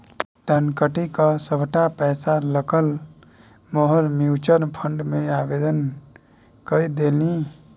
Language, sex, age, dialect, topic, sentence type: Maithili, male, 18-24, Bajjika, banking, statement